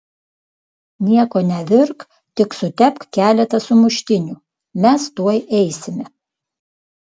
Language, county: Lithuanian, Klaipėda